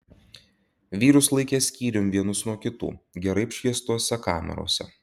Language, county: Lithuanian, Utena